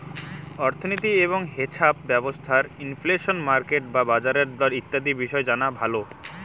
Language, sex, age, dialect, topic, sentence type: Bengali, male, 18-24, Rajbangshi, banking, statement